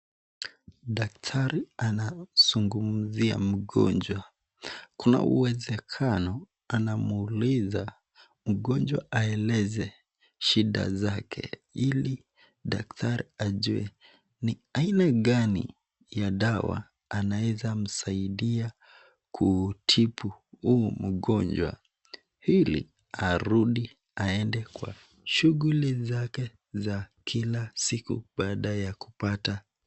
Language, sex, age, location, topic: Swahili, male, 25-35, Nakuru, health